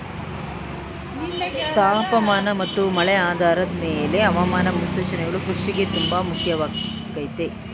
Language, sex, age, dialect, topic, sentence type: Kannada, female, 36-40, Mysore Kannada, agriculture, statement